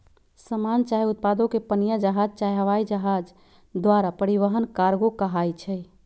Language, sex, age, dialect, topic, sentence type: Magahi, female, 36-40, Western, banking, statement